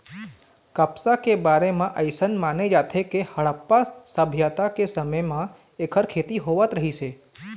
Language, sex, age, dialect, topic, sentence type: Chhattisgarhi, male, 18-24, Eastern, agriculture, statement